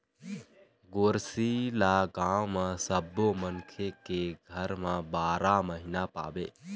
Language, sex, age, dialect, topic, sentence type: Chhattisgarhi, male, 18-24, Eastern, agriculture, statement